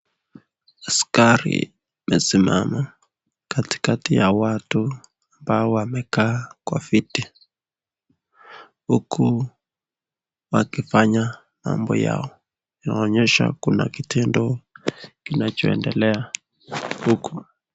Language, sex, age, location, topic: Swahili, male, 18-24, Nakuru, government